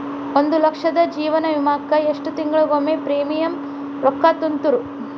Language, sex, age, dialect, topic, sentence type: Kannada, female, 31-35, Dharwad Kannada, banking, question